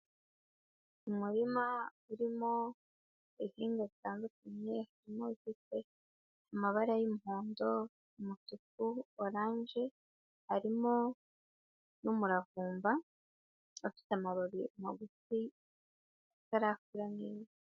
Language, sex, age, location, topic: Kinyarwanda, female, 18-24, Huye, health